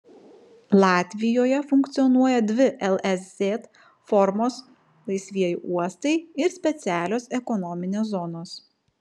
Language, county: Lithuanian, Vilnius